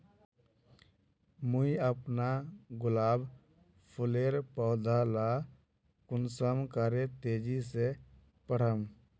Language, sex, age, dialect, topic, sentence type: Magahi, male, 25-30, Northeastern/Surjapuri, agriculture, question